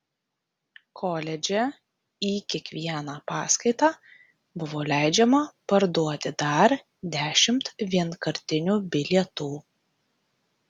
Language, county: Lithuanian, Tauragė